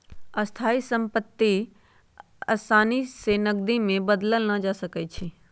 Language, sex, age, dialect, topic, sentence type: Magahi, female, 60-100, Western, banking, statement